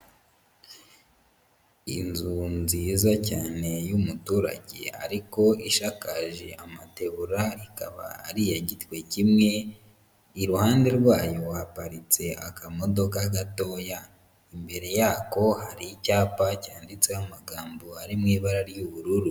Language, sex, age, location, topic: Kinyarwanda, male, 25-35, Huye, education